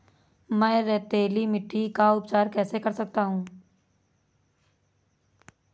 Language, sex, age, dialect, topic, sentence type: Hindi, female, 25-30, Awadhi Bundeli, agriculture, question